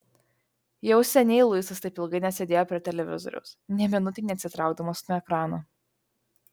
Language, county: Lithuanian, Vilnius